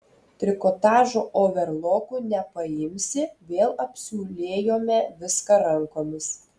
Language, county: Lithuanian, Telšiai